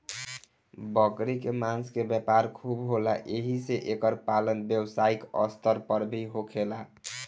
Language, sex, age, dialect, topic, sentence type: Bhojpuri, male, 18-24, Southern / Standard, agriculture, statement